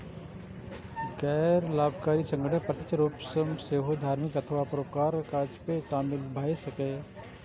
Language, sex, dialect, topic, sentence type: Maithili, male, Eastern / Thethi, banking, statement